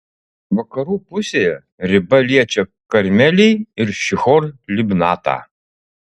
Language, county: Lithuanian, Utena